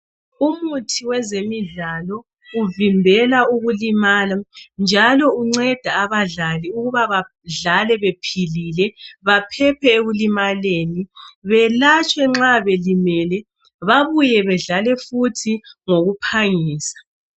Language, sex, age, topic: North Ndebele, male, 36-49, health